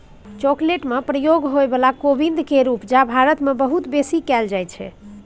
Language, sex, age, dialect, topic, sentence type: Maithili, female, 18-24, Bajjika, agriculture, statement